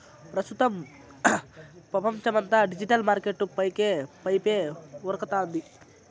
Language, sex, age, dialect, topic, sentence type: Telugu, male, 41-45, Southern, banking, statement